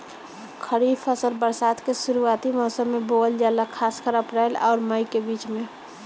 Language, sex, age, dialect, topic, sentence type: Bhojpuri, female, 18-24, Northern, agriculture, statement